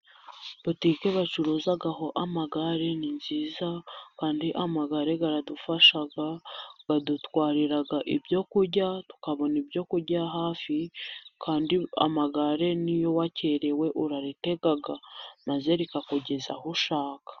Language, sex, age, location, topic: Kinyarwanda, female, 18-24, Musanze, finance